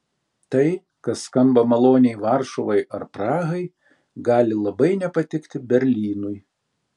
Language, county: Lithuanian, Šiauliai